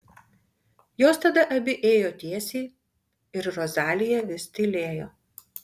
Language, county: Lithuanian, Panevėžys